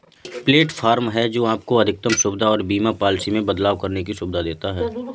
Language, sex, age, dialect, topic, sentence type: Hindi, male, 18-24, Awadhi Bundeli, banking, statement